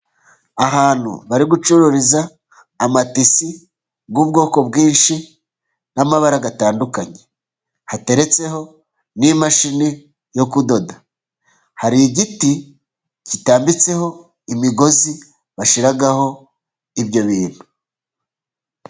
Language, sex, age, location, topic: Kinyarwanda, male, 36-49, Musanze, finance